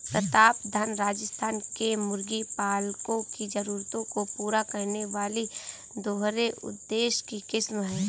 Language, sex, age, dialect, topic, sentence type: Hindi, female, 18-24, Kanauji Braj Bhasha, agriculture, statement